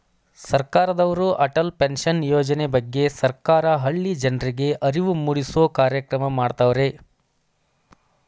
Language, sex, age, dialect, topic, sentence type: Kannada, male, 25-30, Mysore Kannada, banking, statement